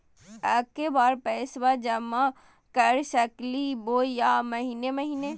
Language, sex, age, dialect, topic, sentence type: Magahi, female, 18-24, Southern, banking, question